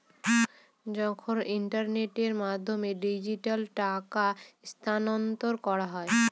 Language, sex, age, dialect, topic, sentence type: Bengali, female, 25-30, Northern/Varendri, banking, statement